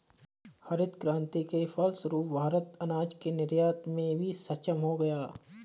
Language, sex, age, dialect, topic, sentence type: Hindi, male, 25-30, Awadhi Bundeli, agriculture, statement